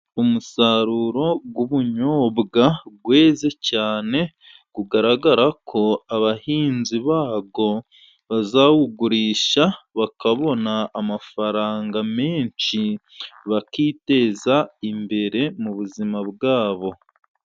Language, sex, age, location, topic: Kinyarwanda, male, 25-35, Musanze, agriculture